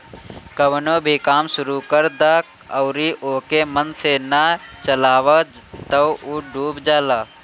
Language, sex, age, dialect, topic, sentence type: Bhojpuri, male, 18-24, Northern, banking, statement